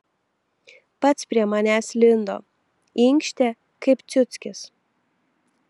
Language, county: Lithuanian, Telšiai